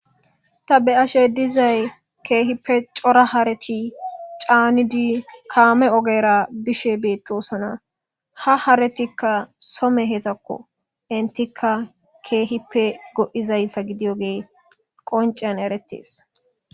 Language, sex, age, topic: Gamo, female, 18-24, government